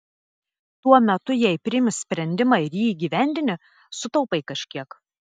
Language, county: Lithuanian, Telšiai